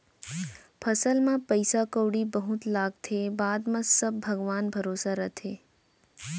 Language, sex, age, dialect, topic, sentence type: Chhattisgarhi, female, 18-24, Central, agriculture, statement